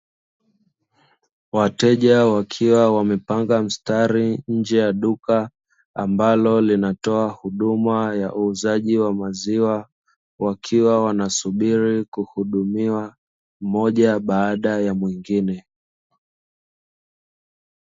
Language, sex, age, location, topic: Swahili, male, 25-35, Dar es Salaam, finance